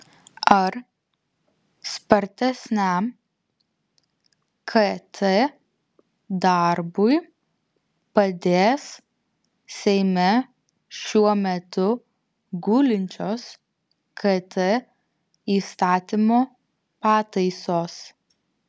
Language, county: Lithuanian, Vilnius